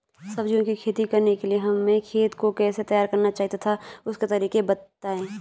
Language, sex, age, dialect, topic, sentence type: Hindi, male, 18-24, Garhwali, agriculture, question